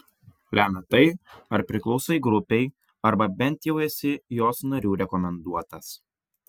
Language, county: Lithuanian, Vilnius